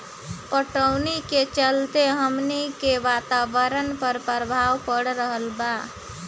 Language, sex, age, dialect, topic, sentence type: Bhojpuri, female, 51-55, Southern / Standard, agriculture, statement